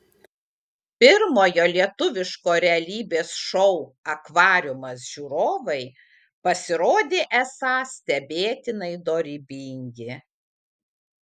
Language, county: Lithuanian, Kaunas